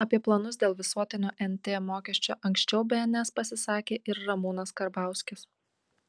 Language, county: Lithuanian, Kaunas